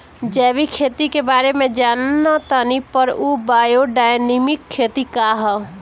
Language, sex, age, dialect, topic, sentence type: Bhojpuri, female, 18-24, Northern, agriculture, question